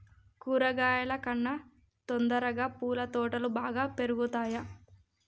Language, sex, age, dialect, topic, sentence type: Telugu, female, 25-30, Telangana, agriculture, question